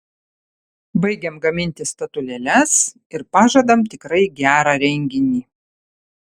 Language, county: Lithuanian, Panevėžys